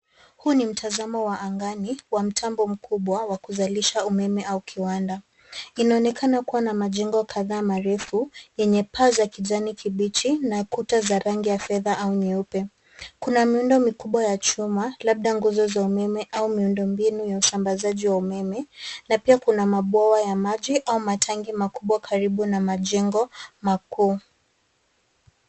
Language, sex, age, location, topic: Swahili, female, 25-35, Nairobi, government